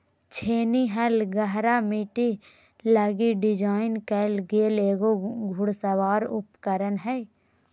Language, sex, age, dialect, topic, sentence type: Magahi, female, 25-30, Southern, agriculture, statement